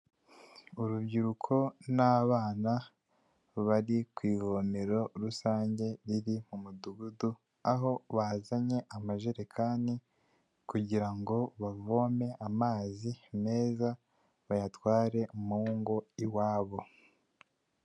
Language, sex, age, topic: Kinyarwanda, male, 18-24, health